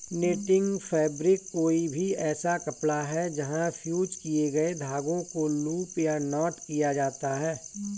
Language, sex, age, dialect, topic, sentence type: Hindi, male, 41-45, Awadhi Bundeli, agriculture, statement